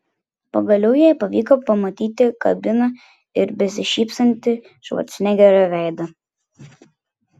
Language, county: Lithuanian, Klaipėda